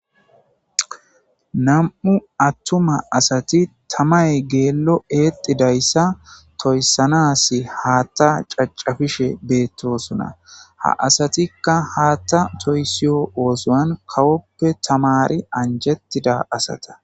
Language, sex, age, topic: Gamo, male, 25-35, government